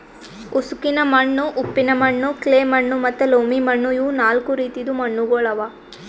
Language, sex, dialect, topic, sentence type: Kannada, female, Northeastern, agriculture, statement